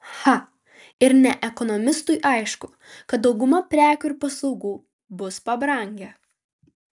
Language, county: Lithuanian, Vilnius